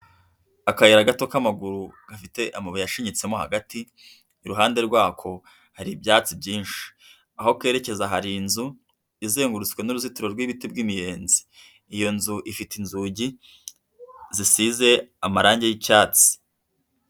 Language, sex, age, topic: Kinyarwanda, female, 50+, government